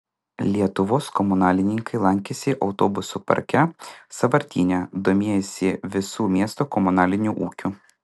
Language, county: Lithuanian, Vilnius